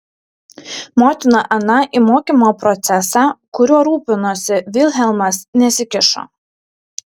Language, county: Lithuanian, Šiauliai